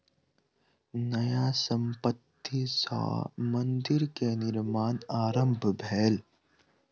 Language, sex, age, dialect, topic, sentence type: Maithili, male, 18-24, Southern/Standard, banking, statement